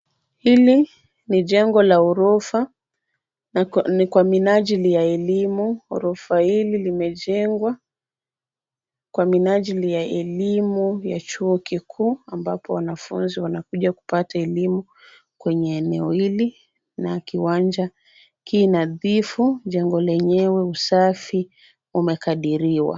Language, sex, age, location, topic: Swahili, female, 25-35, Kisumu, education